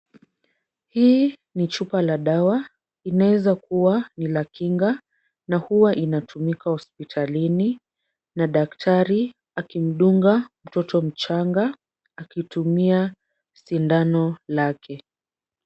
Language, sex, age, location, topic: Swahili, female, 50+, Kisumu, health